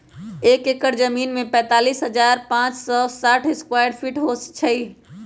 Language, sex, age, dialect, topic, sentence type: Magahi, female, 25-30, Western, agriculture, statement